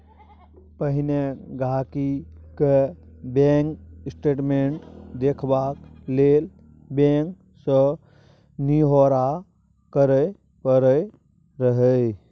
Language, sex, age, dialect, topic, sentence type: Maithili, male, 18-24, Bajjika, banking, statement